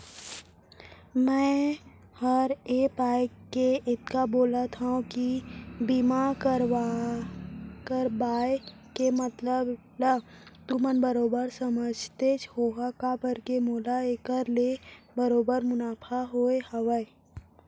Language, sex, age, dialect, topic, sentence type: Chhattisgarhi, female, 18-24, Central, banking, statement